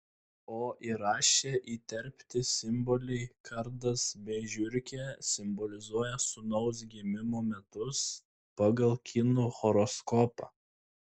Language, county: Lithuanian, Klaipėda